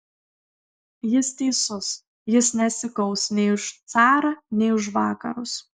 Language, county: Lithuanian, Kaunas